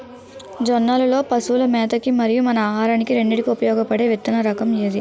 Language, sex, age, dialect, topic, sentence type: Telugu, female, 18-24, Utterandhra, agriculture, question